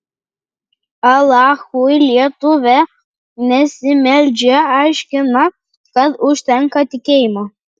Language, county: Lithuanian, Vilnius